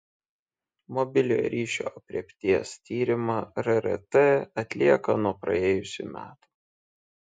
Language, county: Lithuanian, Šiauliai